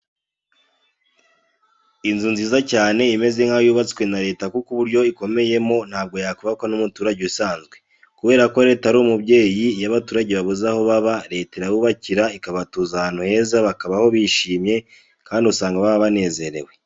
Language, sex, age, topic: Kinyarwanda, male, 18-24, education